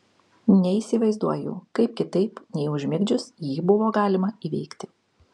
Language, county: Lithuanian, Kaunas